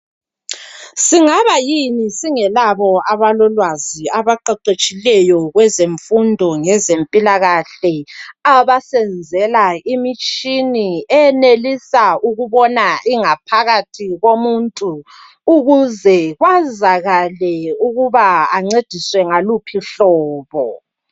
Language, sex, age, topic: North Ndebele, female, 36-49, health